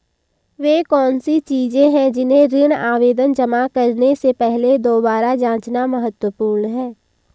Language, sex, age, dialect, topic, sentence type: Hindi, female, 18-24, Hindustani Malvi Khadi Boli, banking, question